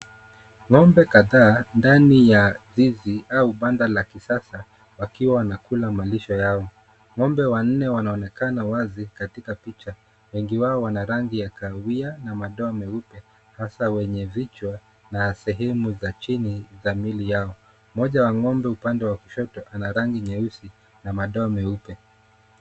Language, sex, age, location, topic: Swahili, male, 18-24, Nairobi, agriculture